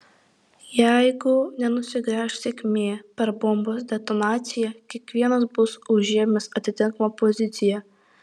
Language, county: Lithuanian, Alytus